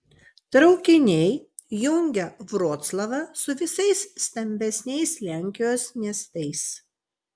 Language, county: Lithuanian, Vilnius